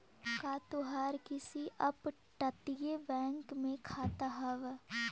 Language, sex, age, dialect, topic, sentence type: Magahi, female, 18-24, Central/Standard, banking, statement